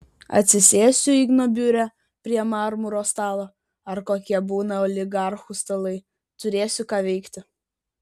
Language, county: Lithuanian, Vilnius